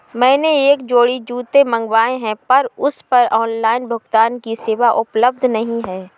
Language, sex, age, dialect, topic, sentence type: Hindi, female, 31-35, Awadhi Bundeli, banking, statement